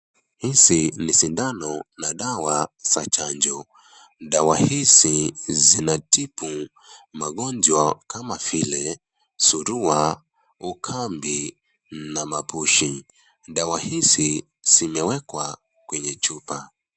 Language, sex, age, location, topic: Swahili, male, 25-35, Nakuru, health